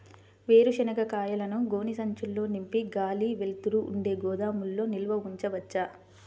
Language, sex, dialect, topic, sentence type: Telugu, female, Central/Coastal, agriculture, question